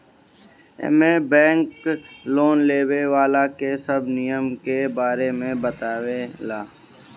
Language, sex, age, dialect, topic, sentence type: Bhojpuri, male, 18-24, Northern, banking, statement